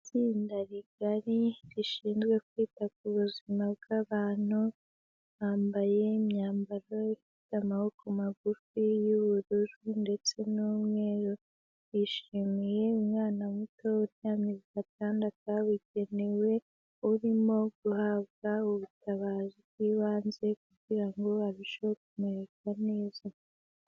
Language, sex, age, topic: Kinyarwanda, female, 18-24, health